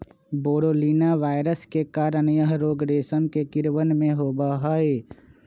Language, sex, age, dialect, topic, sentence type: Magahi, male, 25-30, Western, agriculture, statement